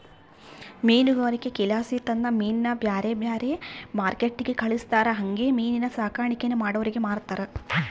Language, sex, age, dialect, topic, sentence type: Kannada, female, 25-30, Central, agriculture, statement